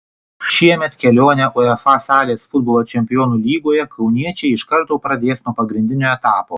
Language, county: Lithuanian, Kaunas